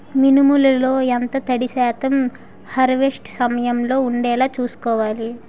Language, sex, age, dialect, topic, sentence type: Telugu, male, 18-24, Utterandhra, agriculture, question